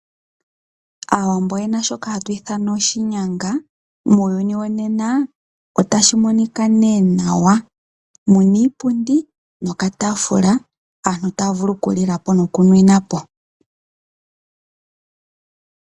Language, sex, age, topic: Oshiwambo, female, 25-35, finance